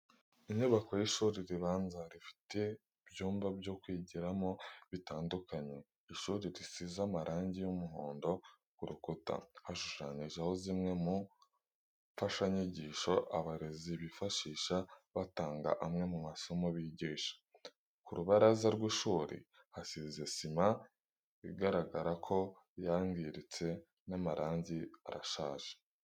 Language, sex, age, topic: Kinyarwanda, male, 18-24, education